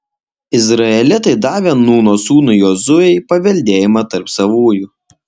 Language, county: Lithuanian, Alytus